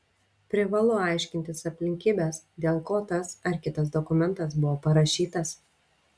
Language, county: Lithuanian, Šiauliai